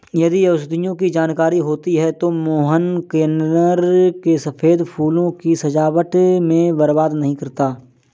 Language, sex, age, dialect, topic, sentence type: Hindi, male, 25-30, Awadhi Bundeli, agriculture, statement